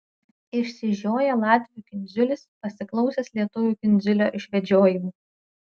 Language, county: Lithuanian, Panevėžys